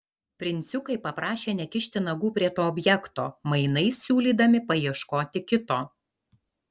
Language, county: Lithuanian, Alytus